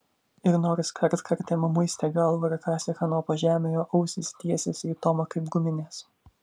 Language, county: Lithuanian, Vilnius